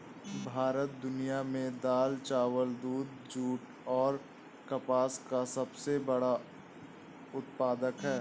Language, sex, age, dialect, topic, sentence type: Hindi, male, 18-24, Awadhi Bundeli, agriculture, statement